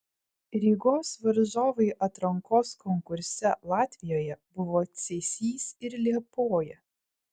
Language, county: Lithuanian, Vilnius